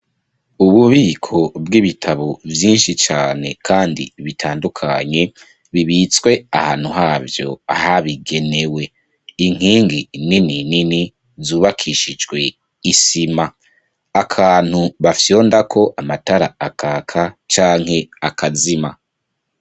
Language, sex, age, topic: Rundi, male, 25-35, education